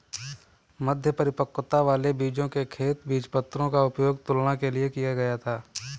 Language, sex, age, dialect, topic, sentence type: Hindi, male, 25-30, Kanauji Braj Bhasha, agriculture, statement